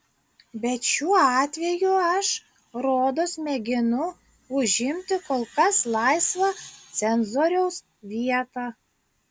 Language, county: Lithuanian, Klaipėda